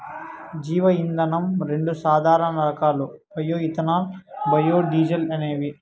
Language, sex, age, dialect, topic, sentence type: Telugu, male, 18-24, Southern, agriculture, statement